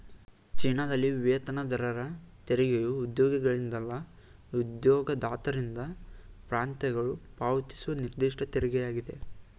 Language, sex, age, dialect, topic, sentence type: Kannada, male, 18-24, Mysore Kannada, banking, statement